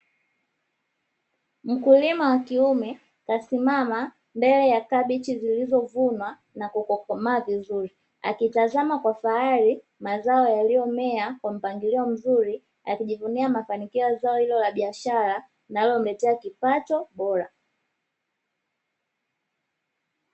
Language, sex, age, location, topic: Swahili, female, 25-35, Dar es Salaam, agriculture